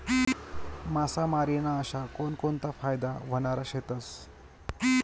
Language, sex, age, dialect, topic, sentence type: Marathi, male, 25-30, Northern Konkan, agriculture, statement